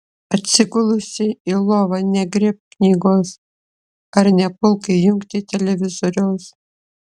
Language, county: Lithuanian, Klaipėda